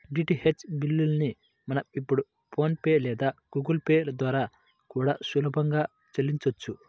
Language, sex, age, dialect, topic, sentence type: Telugu, male, 18-24, Central/Coastal, banking, statement